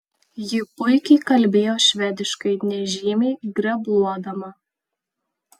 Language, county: Lithuanian, Kaunas